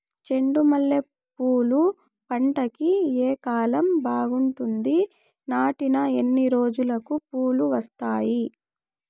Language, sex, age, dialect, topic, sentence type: Telugu, female, 18-24, Southern, agriculture, question